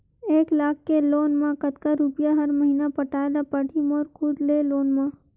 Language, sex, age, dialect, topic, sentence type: Chhattisgarhi, female, 25-30, Western/Budati/Khatahi, banking, question